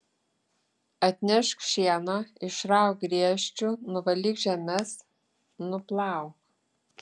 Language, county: Lithuanian, Klaipėda